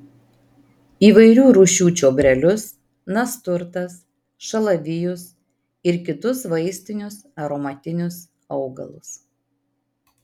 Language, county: Lithuanian, Marijampolė